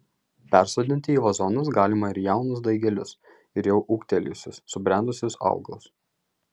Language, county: Lithuanian, Marijampolė